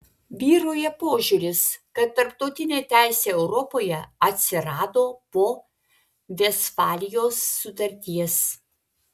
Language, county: Lithuanian, Vilnius